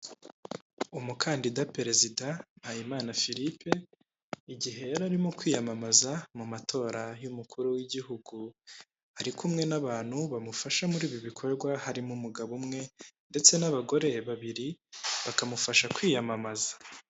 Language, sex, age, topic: Kinyarwanda, male, 18-24, government